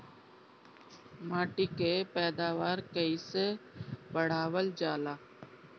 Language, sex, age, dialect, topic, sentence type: Bhojpuri, female, 36-40, Northern, agriculture, question